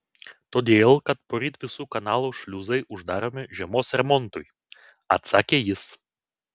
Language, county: Lithuanian, Vilnius